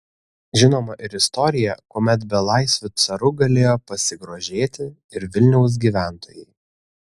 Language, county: Lithuanian, Kaunas